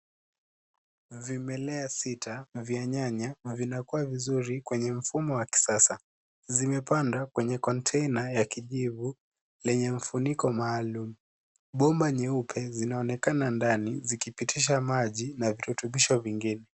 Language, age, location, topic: Swahili, 18-24, Nairobi, agriculture